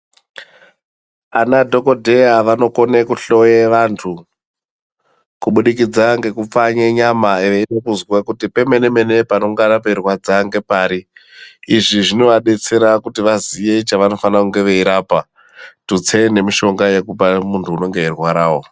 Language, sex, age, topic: Ndau, female, 18-24, health